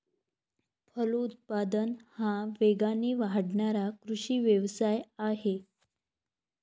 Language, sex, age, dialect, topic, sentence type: Marathi, female, 25-30, Varhadi, agriculture, statement